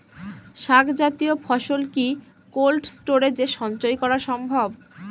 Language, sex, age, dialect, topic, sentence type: Bengali, female, 18-24, Jharkhandi, agriculture, question